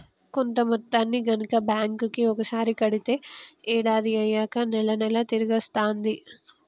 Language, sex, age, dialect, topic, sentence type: Telugu, female, 25-30, Telangana, banking, statement